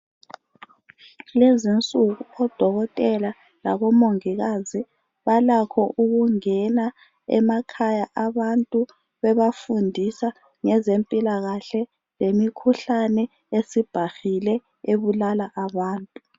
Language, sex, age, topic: North Ndebele, female, 25-35, health